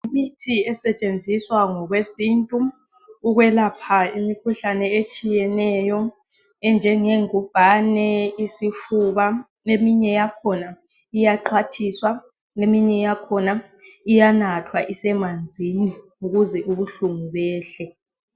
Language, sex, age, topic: North Ndebele, female, 25-35, health